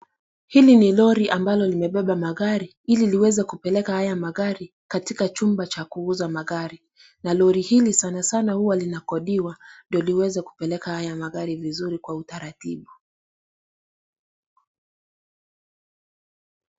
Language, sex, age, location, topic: Swahili, female, 25-35, Kisii, finance